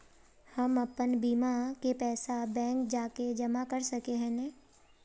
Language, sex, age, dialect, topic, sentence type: Magahi, male, 18-24, Northeastern/Surjapuri, banking, question